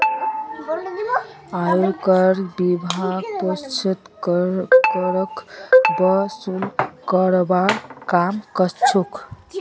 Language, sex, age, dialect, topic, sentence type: Magahi, female, 25-30, Northeastern/Surjapuri, banking, statement